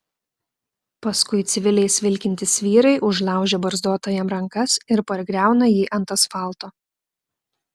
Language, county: Lithuanian, Klaipėda